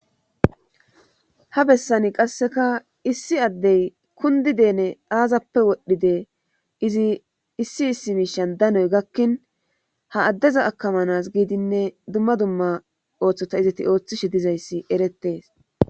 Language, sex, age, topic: Gamo, female, 25-35, government